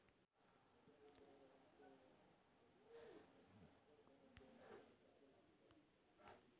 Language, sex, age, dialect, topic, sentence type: Chhattisgarhi, male, 25-30, Western/Budati/Khatahi, agriculture, question